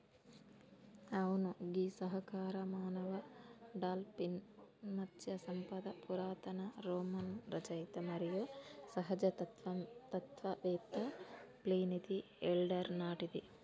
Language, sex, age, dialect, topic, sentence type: Telugu, female, 18-24, Telangana, agriculture, statement